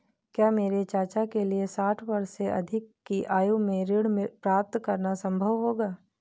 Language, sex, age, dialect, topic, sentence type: Hindi, female, 18-24, Kanauji Braj Bhasha, banking, statement